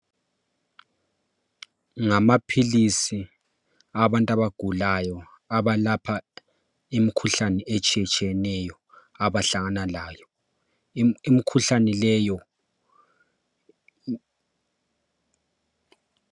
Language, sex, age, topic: North Ndebele, male, 25-35, health